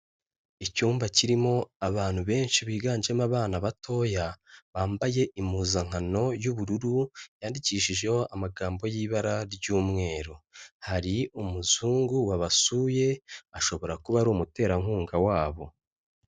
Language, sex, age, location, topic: Kinyarwanda, male, 25-35, Kigali, health